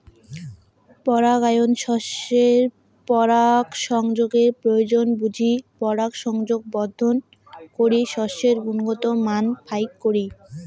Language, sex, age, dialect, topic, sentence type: Bengali, female, 18-24, Rajbangshi, agriculture, statement